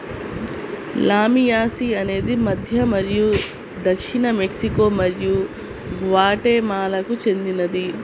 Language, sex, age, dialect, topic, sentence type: Telugu, female, 18-24, Central/Coastal, agriculture, statement